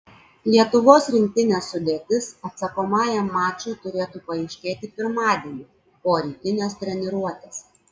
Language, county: Lithuanian, Klaipėda